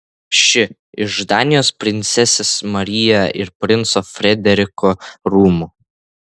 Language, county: Lithuanian, Vilnius